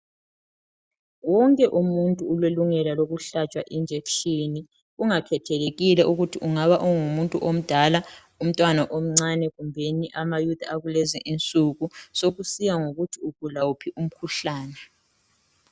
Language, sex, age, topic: North Ndebele, male, 36-49, health